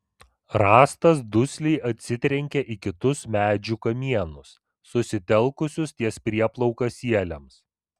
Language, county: Lithuanian, Vilnius